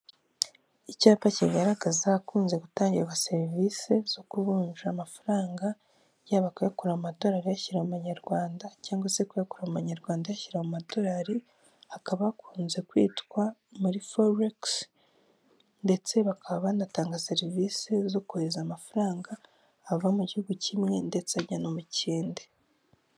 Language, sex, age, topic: Kinyarwanda, female, 18-24, finance